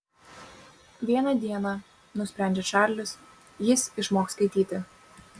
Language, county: Lithuanian, Vilnius